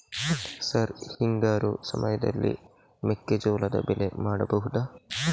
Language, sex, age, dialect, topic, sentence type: Kannada, male, 56-60, Coastal/Dakshin, agriculture, question